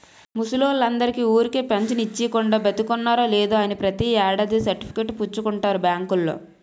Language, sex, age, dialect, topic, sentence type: Telugu, female, 18-24, Utterandhra, banking, statement